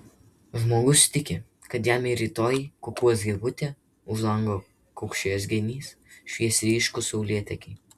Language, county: Lithuanian, Vilnius